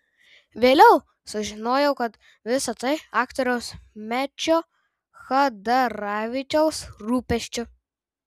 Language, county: Lithuanian, Tauragė